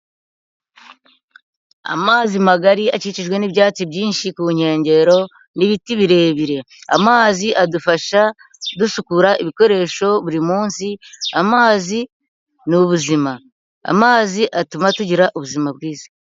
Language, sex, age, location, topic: Kinyarwanda, female, 50+, Nyagatare, agriculture